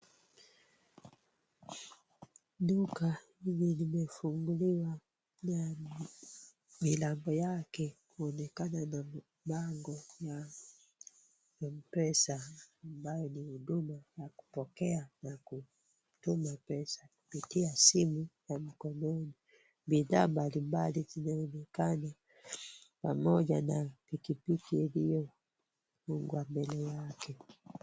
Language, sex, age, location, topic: Swahili, female, 25-35, Kisumu, finance